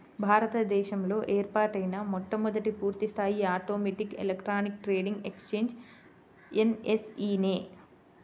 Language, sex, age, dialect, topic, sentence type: Telugu, female, 25-30, Central/Coastal, banking, statement